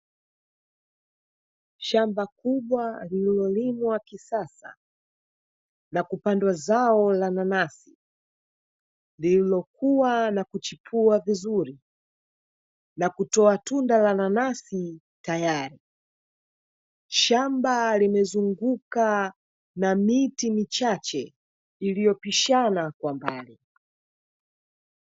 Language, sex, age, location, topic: Swahili, female, 25-35, Dar es Salaam, agriculture